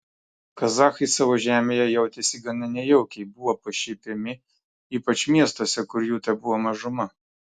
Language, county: Lithuanian, Klaipėda